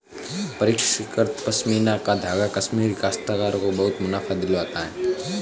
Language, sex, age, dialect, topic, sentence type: Hindi, male, 18-24, Marwari Dhudhari, agriculture, statement